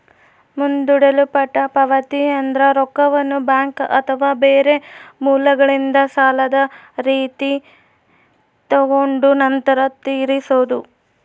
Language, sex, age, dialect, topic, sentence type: Kannada, female, 18-24, Central, banking, statement